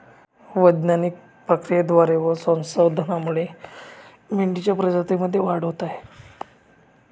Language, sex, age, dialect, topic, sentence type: Marathi, male, 25-30, Northern Konkan, agriculture, statement